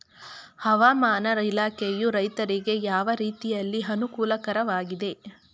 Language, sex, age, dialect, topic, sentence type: Kannada, female, 36-40, Mysore Kannada, agriculture, question